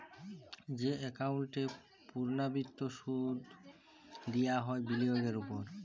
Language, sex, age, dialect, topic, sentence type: Bengali, male, 18-24, Jharkhandi, banking, statement